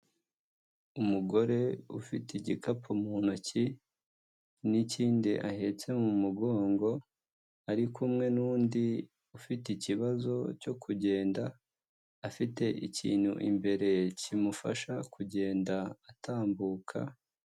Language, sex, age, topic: Kinyarwanda, male, 25-35, health